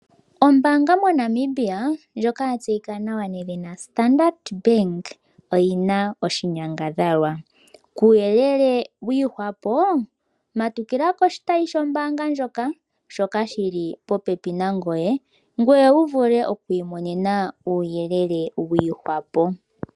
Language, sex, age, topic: Oshiwambo, female, 36-49, finance